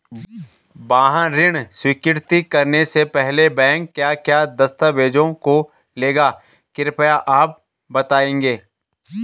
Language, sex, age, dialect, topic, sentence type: Hindi, male, 36-40, Garhwali, banking, question